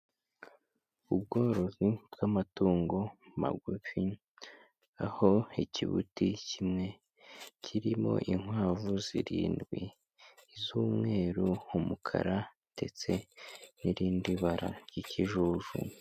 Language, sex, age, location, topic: Kinyarwanda, female, 18-24, Kigali, agriculture